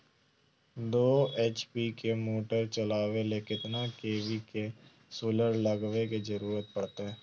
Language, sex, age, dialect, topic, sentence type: Magahi, male, 18-24, Southern, agriculture, question